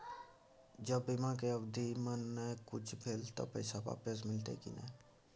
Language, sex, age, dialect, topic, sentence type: Maithili, male, 18-24, Bajjika, banking, question